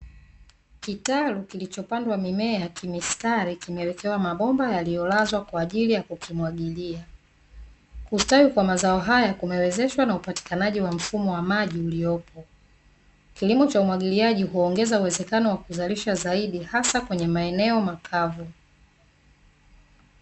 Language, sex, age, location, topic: Swahili, female, 25-35, Dar es Salaam, agriculture